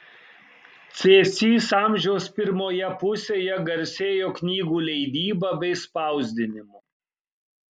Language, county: Lithuanian, Kaunas